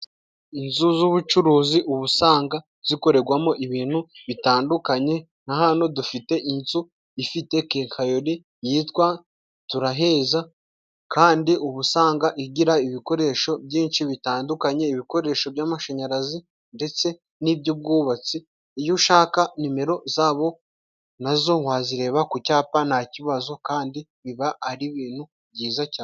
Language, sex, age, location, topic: Kinyarwanda, male, 25-35, Musanze, finance